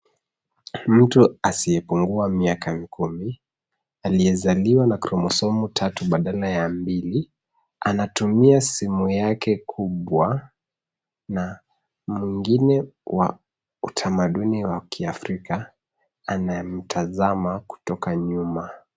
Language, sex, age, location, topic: Swahili, male, 36-49, Nairobi, education